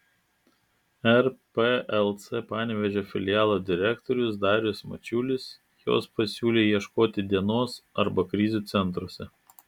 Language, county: Lithuanian, Klaipėda